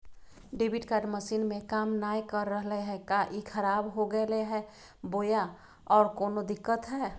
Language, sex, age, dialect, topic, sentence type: Magahi, female, 36-40, Southern, banking, question